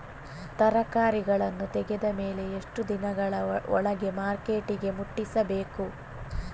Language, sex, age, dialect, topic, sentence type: Kannada, female, 18-24, Coastal/Dakshin, agriculture, question